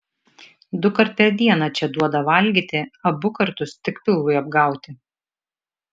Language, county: Lithuanian, Šiauliai